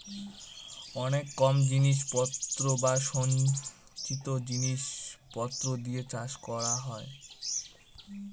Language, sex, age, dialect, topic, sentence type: Bengali, male, 18-24, Northern/Varendri, agriculture, statement